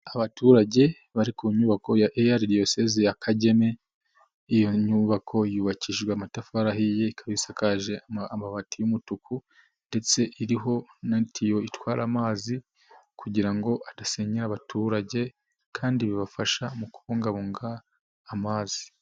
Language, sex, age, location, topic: Kinyarwanda, male, 25-35, Nyagatare, health